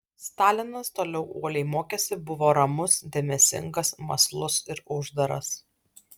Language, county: Lithuanian, Alytus